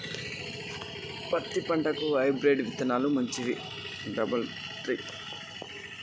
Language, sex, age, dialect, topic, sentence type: Telugu, male, 25-30, Telangana, agriculture, question